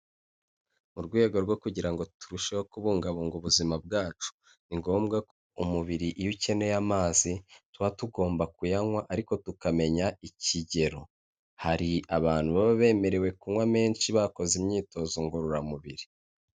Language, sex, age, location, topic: Kinyarwanda, male, 25-35, Kigali, health